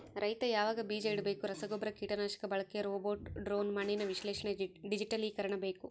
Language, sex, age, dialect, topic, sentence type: Kannada, female, 18-24, Central, agriculture, statement